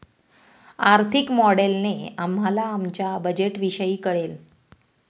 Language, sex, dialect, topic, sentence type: Marathi, female, Standard Marathi, banking, statement